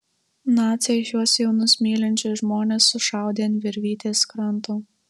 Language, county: Lithuanian, Marijampolė